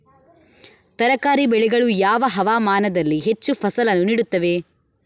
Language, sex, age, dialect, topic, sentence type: Kannada, female, 25-30, Coastal/Dakshin, agriculture, question